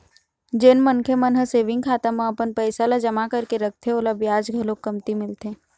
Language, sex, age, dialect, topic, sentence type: Chhattisgarhi, female, 36-40, Eastern, banking, statement